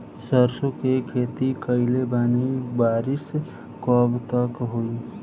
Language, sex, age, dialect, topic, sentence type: Bhojpuri, female, 18-24, Southern / Standard, agriculture, question